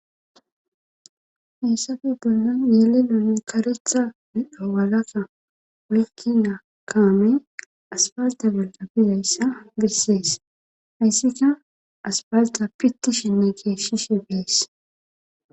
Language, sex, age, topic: Gamo, female, 25-35, government